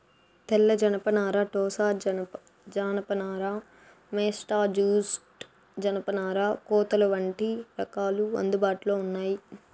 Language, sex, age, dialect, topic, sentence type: Telugu, female, 18-24, Southern, agriculture, statement